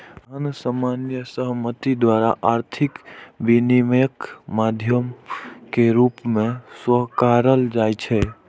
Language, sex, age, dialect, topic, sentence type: Maithili, male, 41-45, Eastern / Thethi, banking, statement